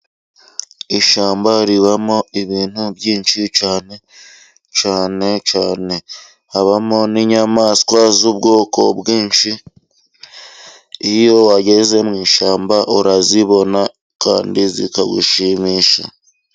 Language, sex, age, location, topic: Kinyarwanda, male, 25-35, Musanze, agriculture